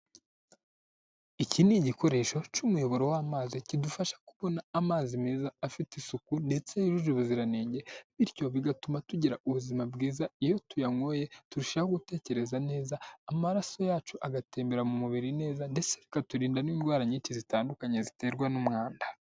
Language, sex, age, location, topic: Kinyarwanda, male, 18-24, Huye, health